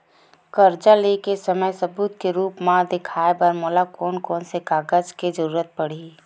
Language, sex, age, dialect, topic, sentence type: Chhattisgarhi, female, 18-24, Western/Budati/Khatahi, banking, statement